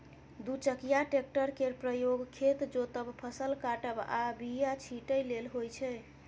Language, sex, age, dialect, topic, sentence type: Maithili, female, 18-24, Bajjika, agriculture, statement